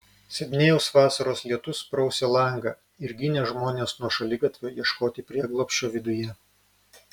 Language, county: Lithuanian, Vilnius